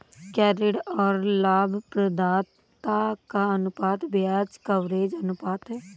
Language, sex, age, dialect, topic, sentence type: Hindi, female, 18-24, Awadhi Bundeli, banking, statement